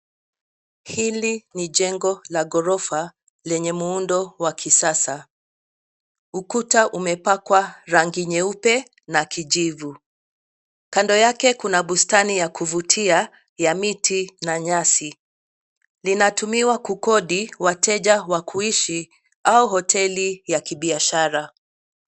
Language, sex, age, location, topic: Swahili, female, 50+, Nairobi, finance